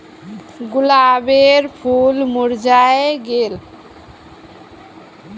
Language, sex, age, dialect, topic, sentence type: Magahi, female, 25-30, Northeastern/Surjapuri, agriculture, statement